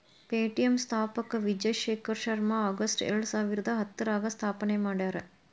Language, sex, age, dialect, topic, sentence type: Kannada, female, 31-35, Dharwad Kannada, banking, statement